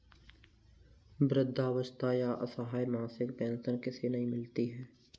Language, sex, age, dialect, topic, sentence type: Hindi, male, 18-24, Kanauji Braj Bhasha, banking, question